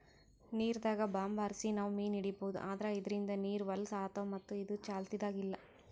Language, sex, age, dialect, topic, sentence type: Kannada, female, 56-60, Northeastern, agriculture, statement